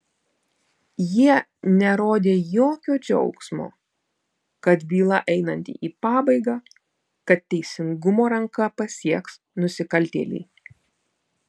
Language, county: Lithuanian, Vilnius